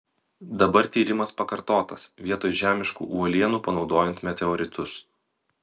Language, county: Lithuanian, Vilnius